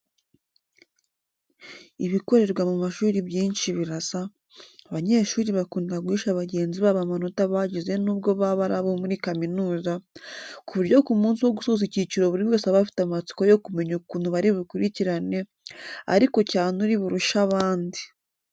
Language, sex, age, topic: Kinyarwanda, female, 18-24, education